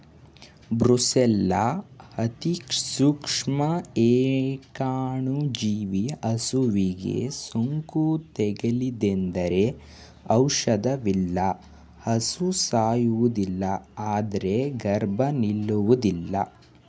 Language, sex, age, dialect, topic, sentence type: Kannada, male, 18-24, Mysore Kannada, agriculture, statement